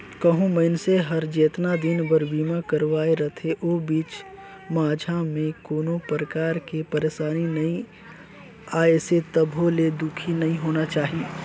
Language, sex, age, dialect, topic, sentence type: Chhattisgarhi, male, 18-24, Northern/Bhandar, banking, statement